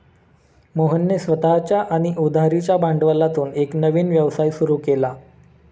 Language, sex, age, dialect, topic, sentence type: Marathi, male, 25-30, Standard Marathi, banking, statement